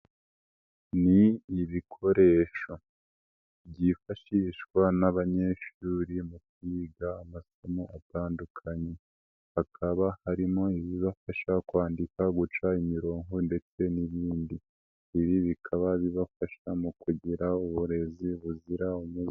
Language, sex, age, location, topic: Kinyarwanda, female, 18-24, Nyagatare, education